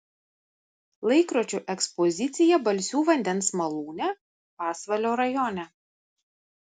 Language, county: Lithuanian, Vilnius